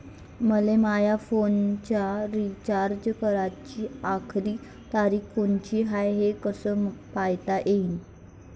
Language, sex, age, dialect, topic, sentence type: Marathi, female, 25-30, Varhadi, banking, question